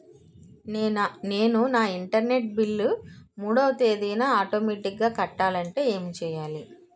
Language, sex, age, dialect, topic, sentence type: Telugu, female, 18-24, Utterandhra, banking, question